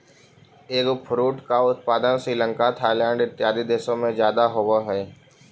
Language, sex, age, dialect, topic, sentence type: Magahi, male, 18-24, Central/Standard, agriculture, statement